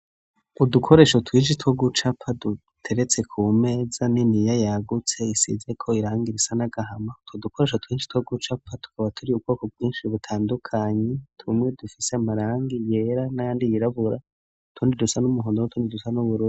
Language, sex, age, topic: Rundi, male, 18-24, education